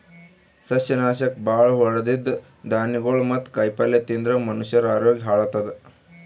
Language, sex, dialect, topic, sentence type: Kannada, male, Northeastern, agriculture, statement